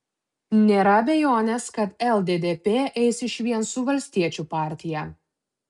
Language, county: Lithuanian, Utena